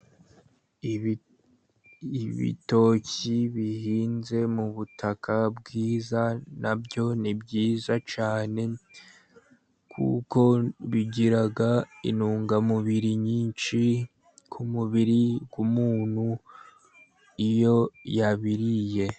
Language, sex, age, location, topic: Kinyarwanda, male, 50+, Musanze, agriculture